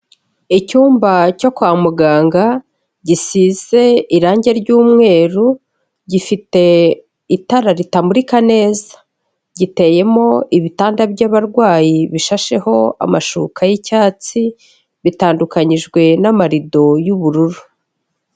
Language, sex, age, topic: Kinyarwanda, female, 36-49, health